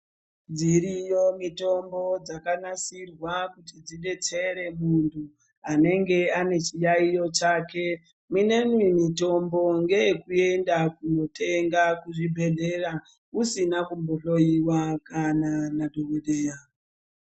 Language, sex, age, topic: Ndau, female, 36-49, health